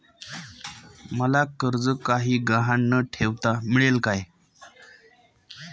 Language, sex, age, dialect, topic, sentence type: Marathi, male, 31-35, Standard Marathi, banking, question